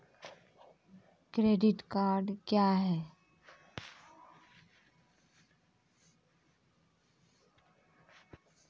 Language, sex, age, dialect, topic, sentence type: Maithili, female, 25-30, Angika, banking, question